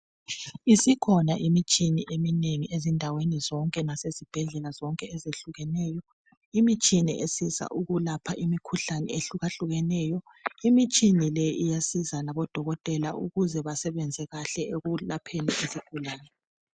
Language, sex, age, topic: North Ndebele, female, 36-49, health